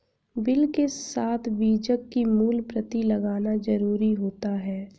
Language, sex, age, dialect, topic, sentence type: Hindi, female, 18-24, Hindustani Malvi Khadi Boli, banking, statement